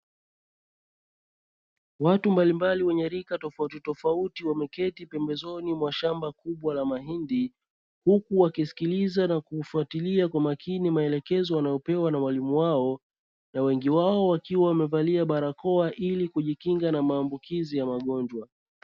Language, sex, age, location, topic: Swahili, male, 36-49, Dar es Salaam, education